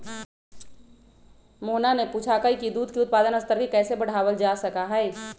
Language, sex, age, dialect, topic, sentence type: Magahi, female, 25-30, Western, agriculture, statement